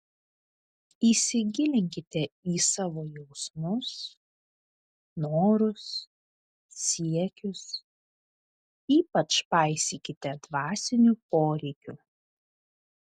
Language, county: Lithuanian, Vilnius